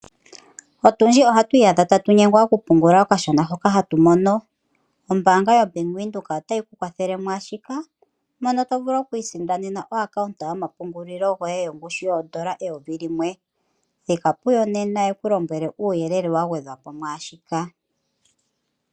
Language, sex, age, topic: Oshiwambo, female, 25-35, finance